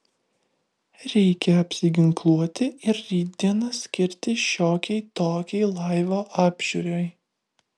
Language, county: Lithuanian, Vilnius